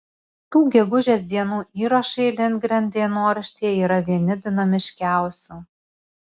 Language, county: Lithuanian, Vilnius